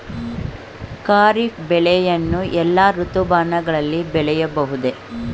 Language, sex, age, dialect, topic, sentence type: Kannada, male, 18-24, Mysore Kannada, agriculture, question